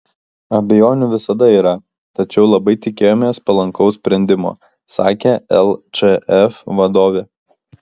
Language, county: Lithuanian, Kaunas